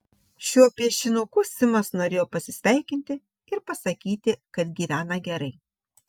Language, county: Lithuanian, Šiauliai